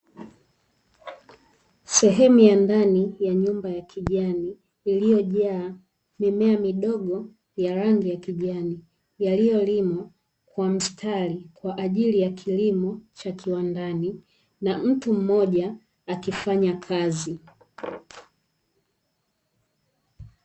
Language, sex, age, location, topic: Swahili, female, 18-24, Dar es Salaam, agriculture